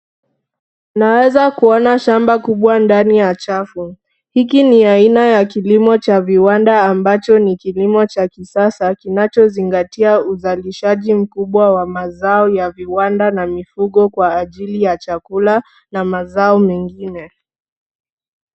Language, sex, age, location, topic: Swahili, female, 36-49, Nairobi, agriculture